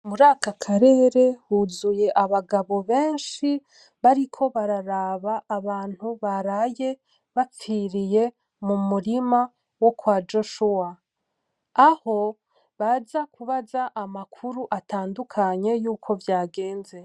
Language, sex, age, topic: Rundi, female, 25-35, agriculture